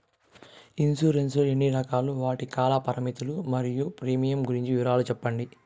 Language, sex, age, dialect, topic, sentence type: Telugu, male, 18-24, Southern, banking, question